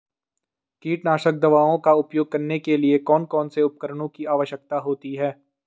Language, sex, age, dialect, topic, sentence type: Hindi, male, 18-24, Garhwali, agriculture, question